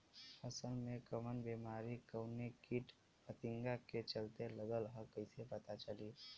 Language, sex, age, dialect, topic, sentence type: Bhojpuri, male, 18-24, Western, agriculture, question